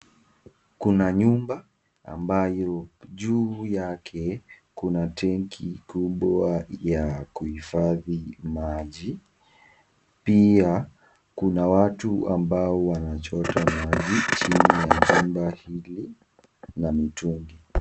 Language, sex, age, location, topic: Swahili, male, 25-35, Nakuru, health